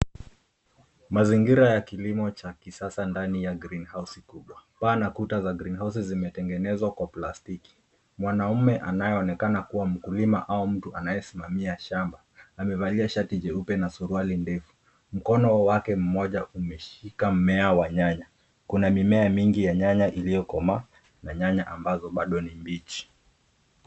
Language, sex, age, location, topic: Swahili, male, 25-35, Nairobi, agriculture